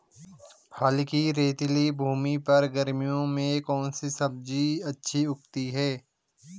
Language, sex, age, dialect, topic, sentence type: Hindi, male, 25-30, Garhwali, agriculture, question